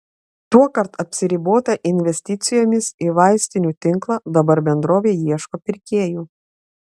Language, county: Lithuanian, Klaipėda